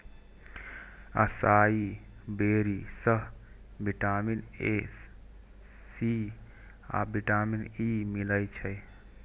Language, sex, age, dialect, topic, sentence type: Maithili, male, 18-24, Eastern / Thethi, agriculture, statement